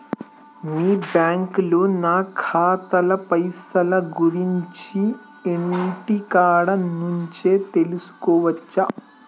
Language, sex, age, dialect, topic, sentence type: Telugu, male, 18-24, Telangana, banking, question